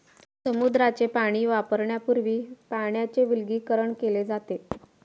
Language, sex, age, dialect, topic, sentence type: Marathi, female, 25-30, Standard Marathi, agriculture, statement